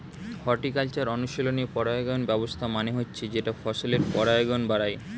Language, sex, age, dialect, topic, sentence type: Bengali, male, 18-24, Standard Colloquial, agriculture, statement